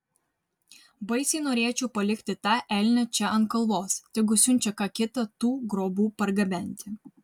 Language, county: Lithuanian, Vilnius